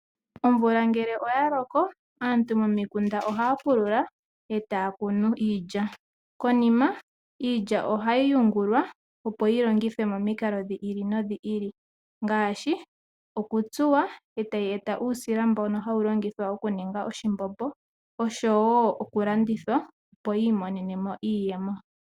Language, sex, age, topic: Oshiwambo, female, 18-24, agriculture